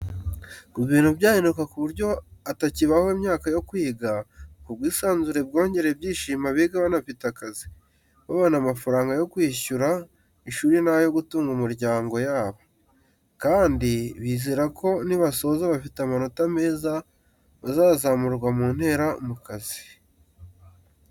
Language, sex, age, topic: Kinyarwanda, male, 18-24, education